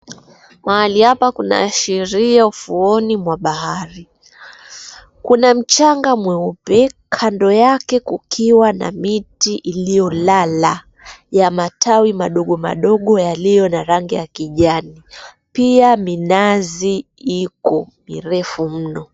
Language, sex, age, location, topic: Swahili, female, 25-35, Mombasa, agriculture